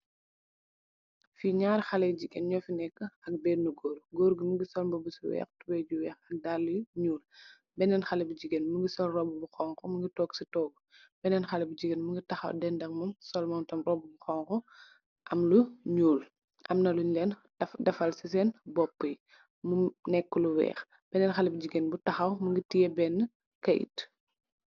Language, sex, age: Wolof, female, 25-35